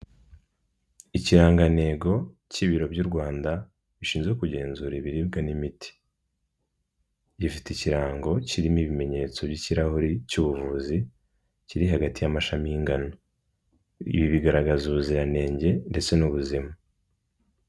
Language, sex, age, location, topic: Kinyarwanda, male, 18-24, Kigali, health